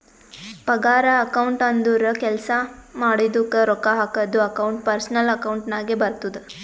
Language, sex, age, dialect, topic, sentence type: Kannada, female, 18-24, Northeastern, banking, statement